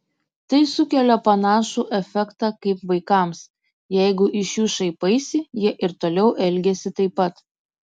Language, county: Lithuanian, Kaunas